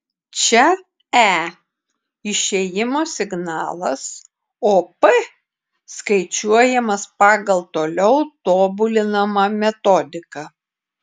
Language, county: Lithuanian, Klaipėda